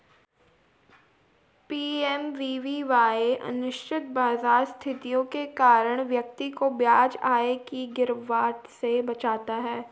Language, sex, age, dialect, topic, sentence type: Hindi, female, 36-40, Garhwali, banking, statement